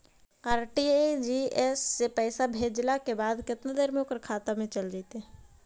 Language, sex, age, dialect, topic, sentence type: Magahi, female, 18-24, Central/Standard, banking, question